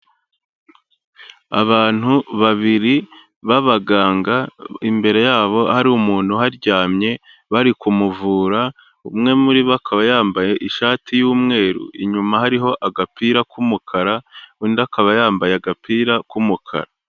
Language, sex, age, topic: Kinyarwanda, male, 18-24, health